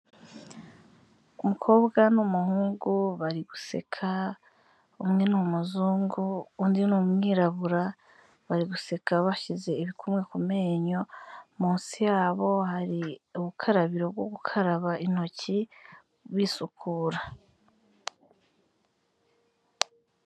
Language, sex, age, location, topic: Kinyarwanda, female, 25-35, Kigali, health